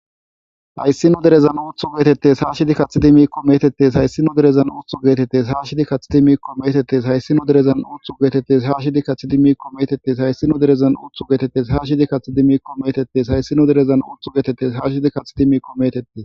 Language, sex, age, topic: Gamo, male, 18-24, government